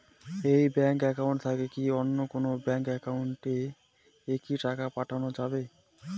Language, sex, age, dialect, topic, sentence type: Bengali, male, 18-24, Rajbangshi, banking, question